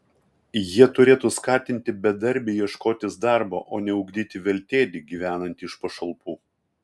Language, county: Lithuanian, Kaunas